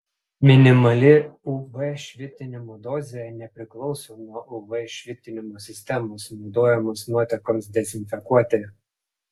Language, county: Lithuanian, Panevėžys